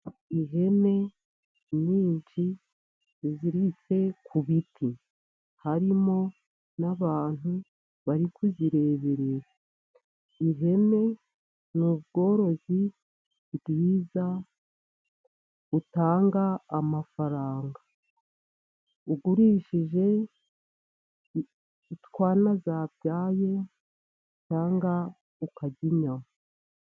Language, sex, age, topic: Kinyarwanda, female, 50+, agriculture